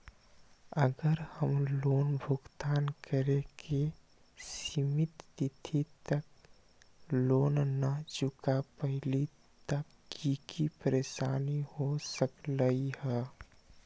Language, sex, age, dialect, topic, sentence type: Magahi, male, 25-30, Western, banking, question